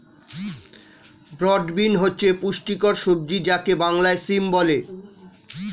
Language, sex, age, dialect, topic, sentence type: Bengali, male, 46-50, Standard Colloquial, agriculture, statement